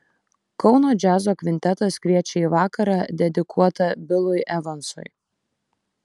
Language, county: Lithuanian, Kaunas